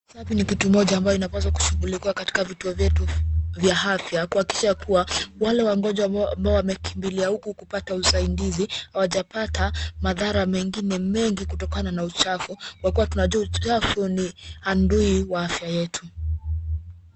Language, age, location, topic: Swahili, 25-35, Nairobi, education